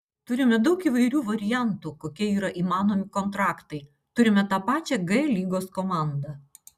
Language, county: Lithuanian, Utena